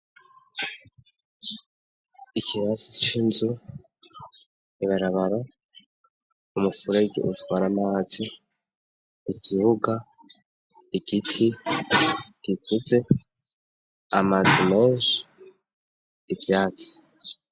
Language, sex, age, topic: Rundi, female, 25-35, education